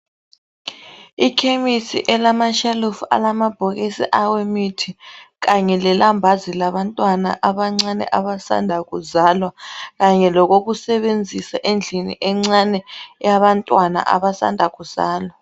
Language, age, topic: North Ndebele, 36-49, health